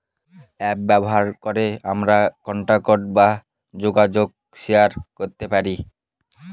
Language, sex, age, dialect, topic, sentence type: Bengali, male, 18-24, Northern/Varendri, banking, statement